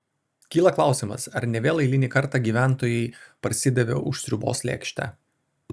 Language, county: Lithuanian, Vilnius